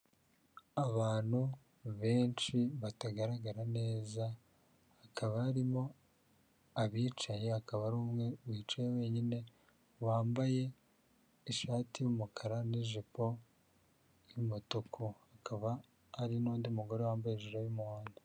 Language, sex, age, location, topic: Kinyarwanda, male, 50+, Kigali, government